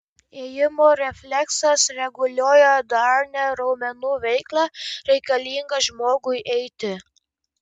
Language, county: Lithuanian, Kaunas